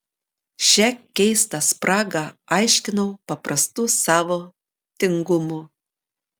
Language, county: Lithuanian, Panevėžys